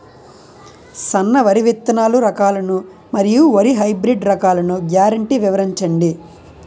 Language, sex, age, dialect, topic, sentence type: Telugu, male, 18-24, Utterandhra, agriculture, question